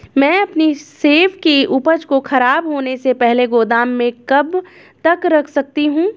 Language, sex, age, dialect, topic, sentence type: Hindi, female, 25-30, Awadhi Bundeli, agriculture, question